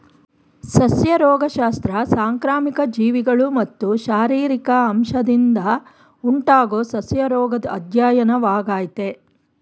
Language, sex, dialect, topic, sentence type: Kannada, female, Mysore Kannada, agriculture, statement